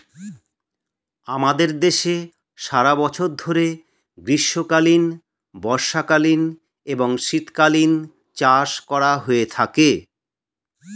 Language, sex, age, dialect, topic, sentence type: Bengali, male, 51-55, Standard Colloquial, agriculture, statement